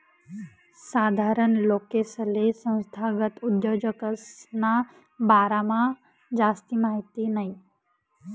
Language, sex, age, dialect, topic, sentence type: Marathi, female, 56-60, Northern Konkan, banking, statement